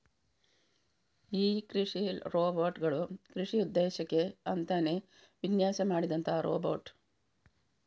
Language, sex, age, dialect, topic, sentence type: Kannada, female, 25-30, Coastal/Dakshin, agriculture, statement